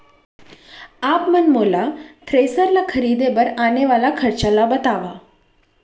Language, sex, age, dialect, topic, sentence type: Chhattisgarhi, female, 31-35, Central, agriculture, question